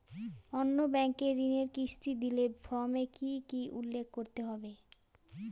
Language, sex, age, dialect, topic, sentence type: Bengali, female, 31-35, Northern/Varendri, banking, question